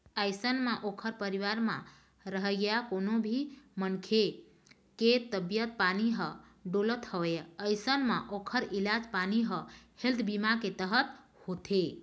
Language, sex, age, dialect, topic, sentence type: Chhattisgarhi, female, 25-30, Eastern, banking, statement